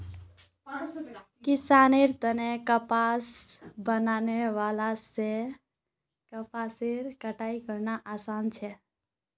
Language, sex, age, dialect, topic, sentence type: Magahi, female, 18-24, Northeastern/Surjapuri, agriculture, statement